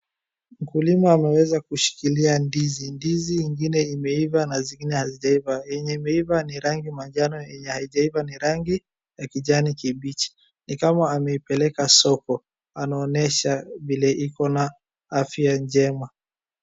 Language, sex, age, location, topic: Swahili, male, 36-49, Wajir, agriculture